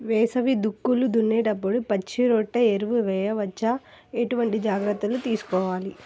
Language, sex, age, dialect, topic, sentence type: Telugu, female, 18-24, Central/Coastal, agriculture, question